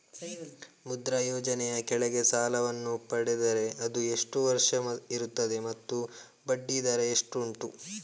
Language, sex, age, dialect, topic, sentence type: Kannada, male, 25-30, Coastal/Dakshin, banking, question